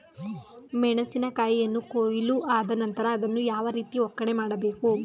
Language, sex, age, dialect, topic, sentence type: Kannada, female, 31-35, Mysore Kannada, agriculture, question